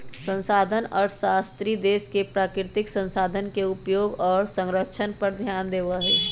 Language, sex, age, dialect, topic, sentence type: Magahi, female, 25-30, Western, banking, statement